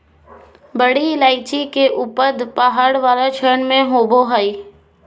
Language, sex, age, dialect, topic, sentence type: Magahi, female, 25-30, Southern, agriculture, statement